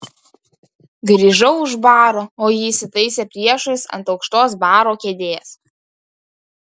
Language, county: Lithuanian, Kaunas